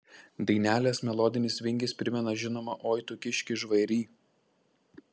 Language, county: Lithuanian, Klaipėda